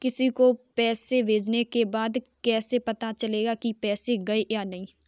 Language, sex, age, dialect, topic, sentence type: Hindi, female, 25-30, Kanauji Braj Bhasha, banking, question